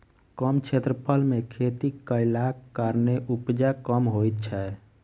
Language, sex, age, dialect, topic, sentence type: Maithili, male, 46-50, Southern/Standard, agriculture, statement